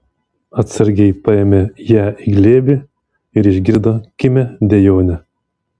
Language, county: Lithuanian, Vilnius